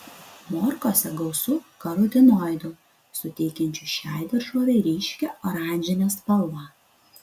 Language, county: Lithuanian, Utena